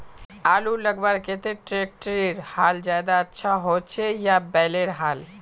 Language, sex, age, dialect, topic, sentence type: Magahi, female, 25-30, Northeastern/Surjapuri, agriculture, question